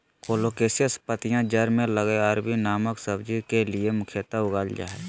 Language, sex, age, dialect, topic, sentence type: Magahi, male, 36-40, Southern, agriculture, statement